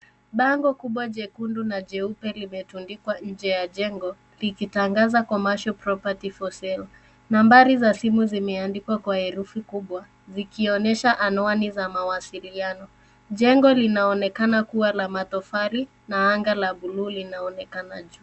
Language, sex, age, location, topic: Swahili, female, 18-24, Nairobi, finance